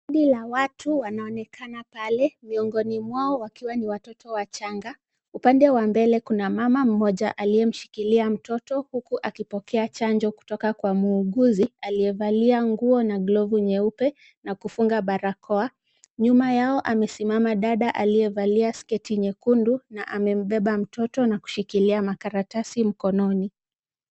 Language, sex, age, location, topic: Swahili, female, 25-35, Kisumu, health